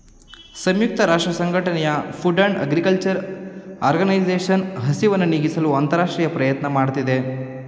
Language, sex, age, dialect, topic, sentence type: Kannada, male, 18-24, Mysore Kannada, agriculture, statement